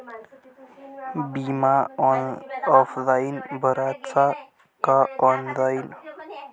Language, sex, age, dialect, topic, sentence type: Marathi, male, 18-24, Varhadi, banking, question